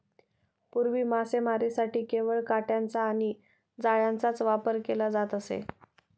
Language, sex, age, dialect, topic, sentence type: Marathi, female, 25-30, Standard Marathi, agriculture, statement